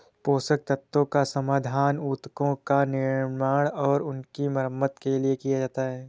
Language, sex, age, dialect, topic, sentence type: Hindi, male, 25-30, Awadhi Bundeli, agriculture, statement